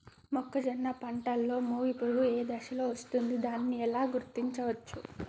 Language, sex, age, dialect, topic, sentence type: Telugu, female, 18-24, Telangana, agriculture, question